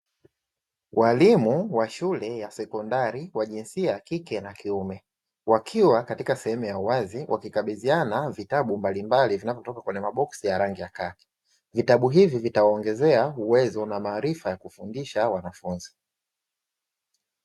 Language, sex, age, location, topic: Swahili, male, 25-35, Dar es Salaam, education